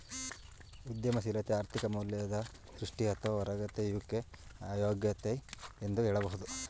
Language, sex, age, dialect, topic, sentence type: Kannada, male, 31-35, Mysore Kannada, banking, statement